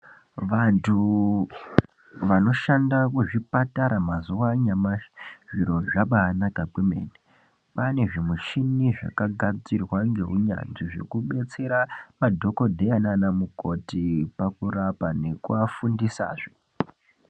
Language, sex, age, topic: Ndau, male, 25-35, health